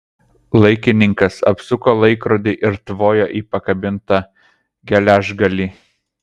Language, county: Lithuanian, Kaunas